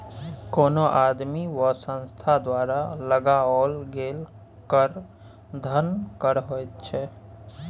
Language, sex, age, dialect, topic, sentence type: Maithili, male, 25-30, Bajjika, banking, statement